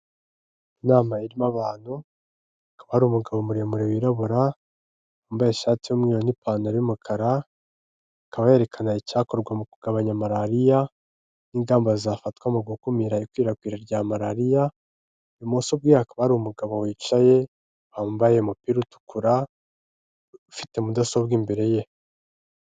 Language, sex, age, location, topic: Kinyarwanda, male, 25-35, Kigali, health